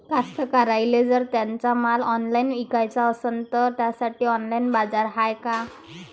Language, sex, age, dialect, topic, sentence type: Marathi, female, 18-24, Varhadi, agriculture, statement